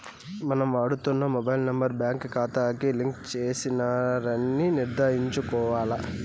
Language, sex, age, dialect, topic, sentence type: Telugu, male, 18-24, Southern, banking, statement